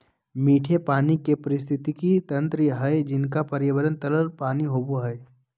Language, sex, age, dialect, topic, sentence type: Magahi, male, 18-24, Southern, agriculture, statement